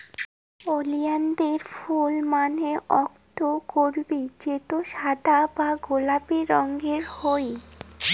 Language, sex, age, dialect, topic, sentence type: Bengali, female, <18, Rajbangshi, agriculture, statement